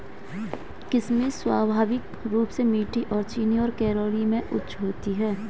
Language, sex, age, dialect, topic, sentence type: Hindi, female, 25-30, Hindustani Malvi Khadi Boli, agriculture, statement